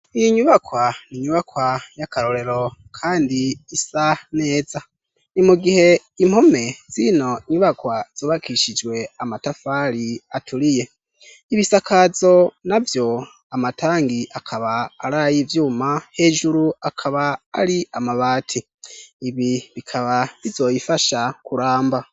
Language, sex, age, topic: Rundi, male, 18-24, education